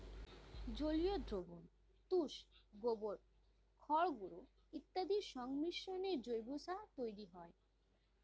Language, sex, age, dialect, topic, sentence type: Bengali, female, 25-30, Standard Colloquial, agriculture, statement